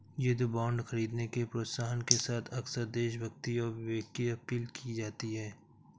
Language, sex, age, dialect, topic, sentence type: Hindi, male, 18-24, Awadhi Bundeli, banking, statement